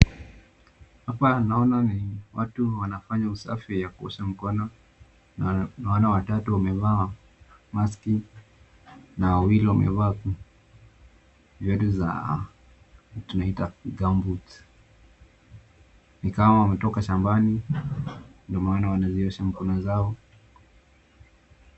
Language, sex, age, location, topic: Swahili, male, 18-24, Nakuru, health